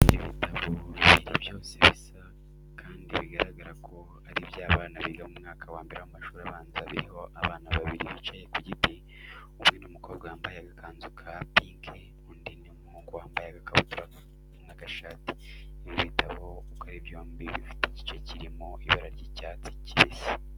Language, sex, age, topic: Kinyarwanda, male, 25-35, education